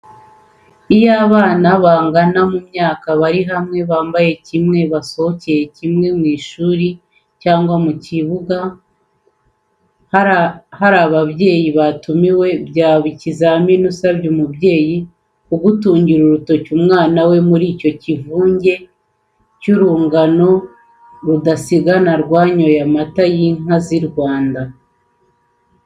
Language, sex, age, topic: Kinyarwanda, female, 36-49, education